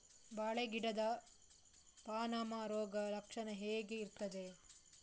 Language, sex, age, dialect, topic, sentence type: Kannada, female, 18-24, Coastal/Dakshin, agriculture, question